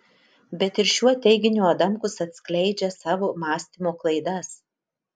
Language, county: Lithuanian, Utena